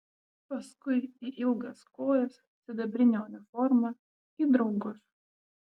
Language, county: Lithuanian, Vilnius